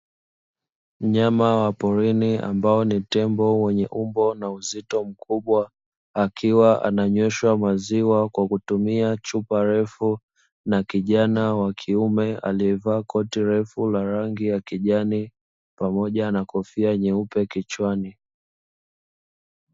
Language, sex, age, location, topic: Swahili, male, 18-24, Dar es Salaam, agriculture